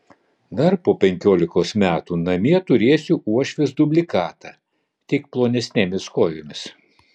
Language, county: Lithuanian, Vilnius